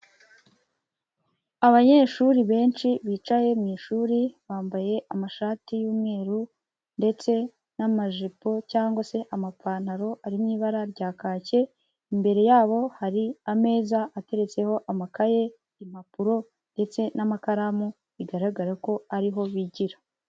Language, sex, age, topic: Kinyarwanda, female, 18-24, education